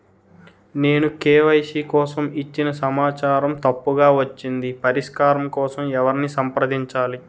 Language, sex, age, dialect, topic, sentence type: Telugu, male, 18-24, Utterandhra, banking, question